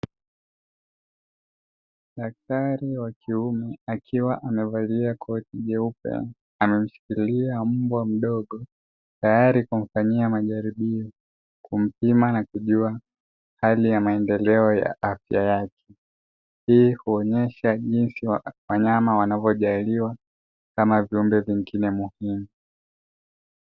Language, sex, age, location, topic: Swahili, male, 25-35, Dar es Salaam, agriculture